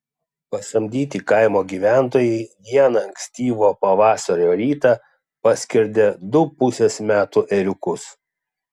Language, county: Lithuanian, Klaipėda